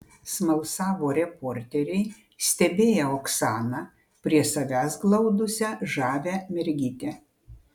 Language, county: Lithuanian, Utena